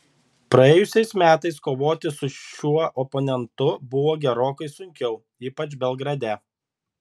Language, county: Lithuanian, Šiauliai